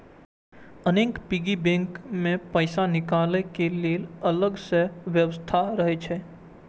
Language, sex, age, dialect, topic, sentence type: Maithili, male, 18-24, Eastern / Thethi, banking, statement